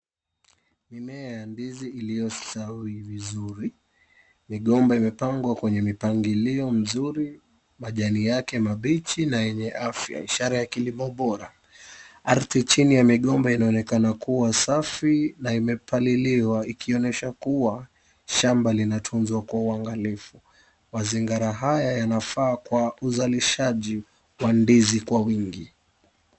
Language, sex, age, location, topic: Swahili, male, 25-35, Kisumu, agriculture